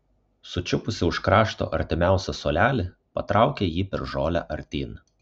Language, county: Lithuanian, Kaunas